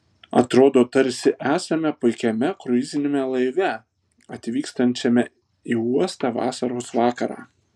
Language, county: Lithuanian, Tauragė